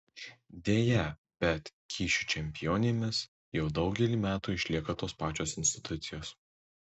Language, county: Lithuanian, Tauragė